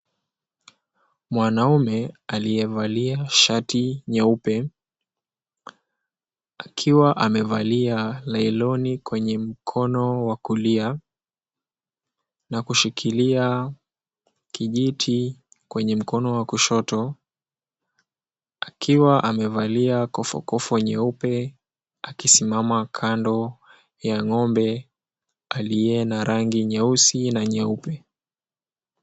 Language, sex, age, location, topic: Swahili, male, 18-24, Mombasa, agriculture